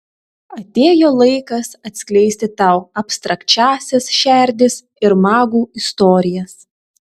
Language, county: Lithuanian, Telšiai